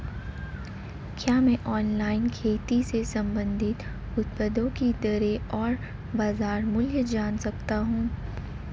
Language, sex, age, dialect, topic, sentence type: Hindi, male, 18-24, Marwari Dhudhari, agriculture, question